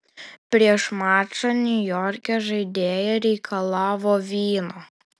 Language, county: Lithuanian, Alytus